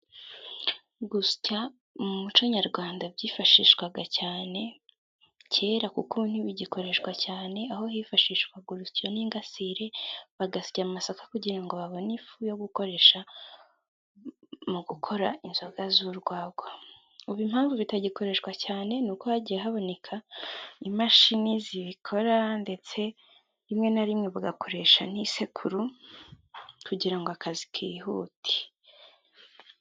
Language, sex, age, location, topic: Kinyarwanda, female, 18-24, Gakenke, government